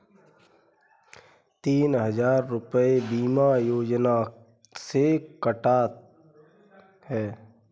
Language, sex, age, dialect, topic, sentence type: Hindi, male, 31-35, Kanauji Braj Bhasha, banking, statement